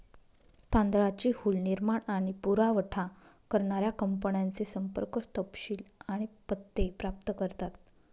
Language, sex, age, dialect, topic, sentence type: Marathi, female, 25-30, Northern Konkan, agriculture, statement